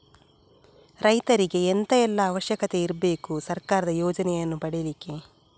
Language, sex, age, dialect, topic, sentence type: Kannada, female, 25-30, Coastal/Dakshin, banking, question